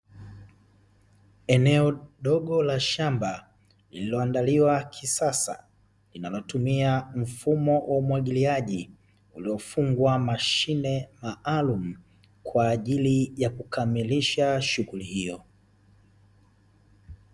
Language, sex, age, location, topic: Swahili, male, 36-49, Dar es Salaam, agriculture